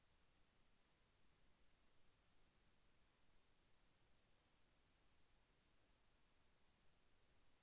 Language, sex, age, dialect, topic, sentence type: Telugu, male, 25-30, Central/Coastal, agriculture, question